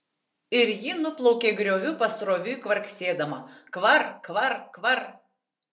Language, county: Lithuanian, Tauragė